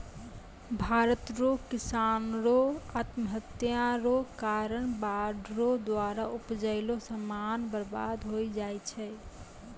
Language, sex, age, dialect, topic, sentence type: Maithili, female, 25-30, Angika, agriculture, statement